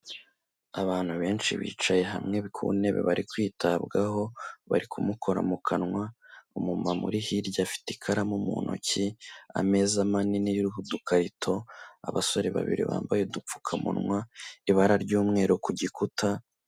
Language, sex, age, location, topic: Kinyarwanda, male, 18-24, Kigali, health